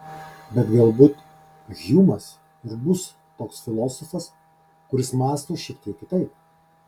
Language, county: Lithuanian, Kaunas